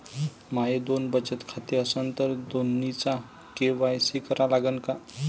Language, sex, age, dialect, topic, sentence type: Marathi, male, 25-30, Varhadi, banking, question